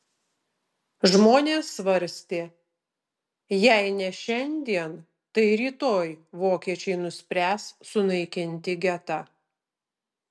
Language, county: Lithuanian, Utena